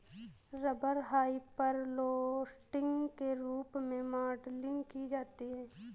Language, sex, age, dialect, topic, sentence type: Hindi, female, 18-24, Awadhi Bundeli, agriculture, statement